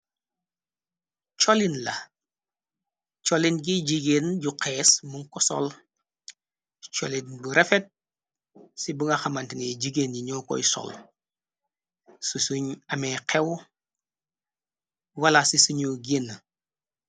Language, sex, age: Wolof, male, 25-35